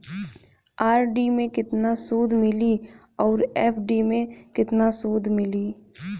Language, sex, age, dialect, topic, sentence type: Bhojpuri, female, 18-24, Southern / Standard, banking, question